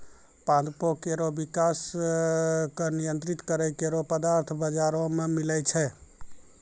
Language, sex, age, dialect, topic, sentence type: Maithili, male, 36-40, Angika, agriculture, statement